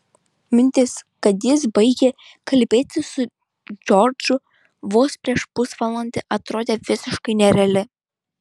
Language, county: Lithuanian, Šiauliai